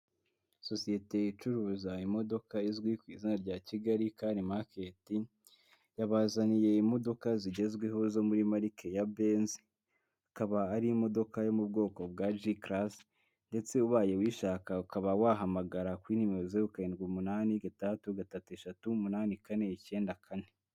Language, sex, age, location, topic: Kinyarwanda, male, 18-24, Kigali, finance